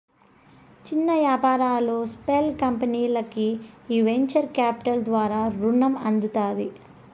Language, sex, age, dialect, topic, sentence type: Telugu, male, 31-35, Southern, banking, statement